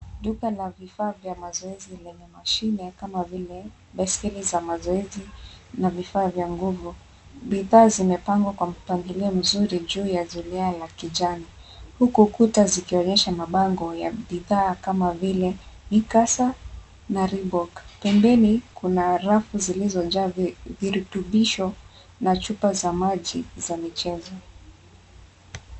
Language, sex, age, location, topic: Swahili, female, 25-35, Nairobi, finance